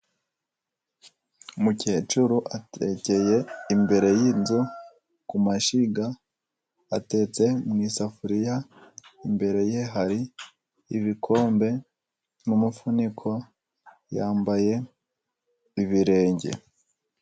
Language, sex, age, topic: Kinyarwanda, male, 25-35, health